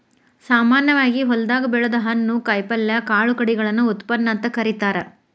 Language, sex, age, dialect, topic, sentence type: Kannada, female, 41-45, Dharwad Kannada, agriculture, statement